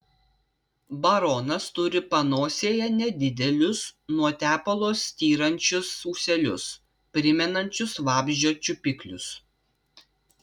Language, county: Lithuanian, Vilnius